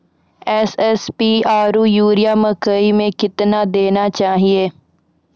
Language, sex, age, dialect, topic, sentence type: Maithili, female, 41-45, Angika, agriculture, question